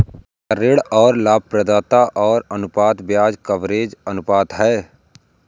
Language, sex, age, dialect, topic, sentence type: Hindi, male, 18-24, Awadhi Bundeli, banking, statement